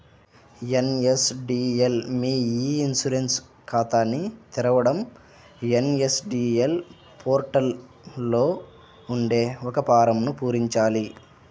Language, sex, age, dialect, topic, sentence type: Telugu, male, 25-30, Central/Coastal, banking, statement